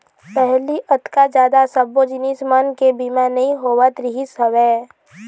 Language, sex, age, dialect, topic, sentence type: Chhattisgarhi, female, 25-30, Eastern, banking, statement